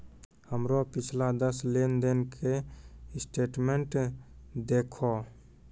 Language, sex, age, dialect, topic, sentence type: Maithili, male, 18-24, Angika, banking, statement